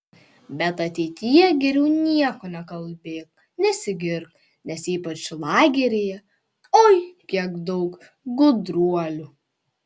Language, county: Lithuanian, Panevėžys